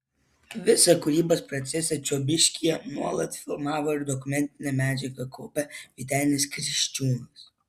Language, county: Lithuanian, Vilnius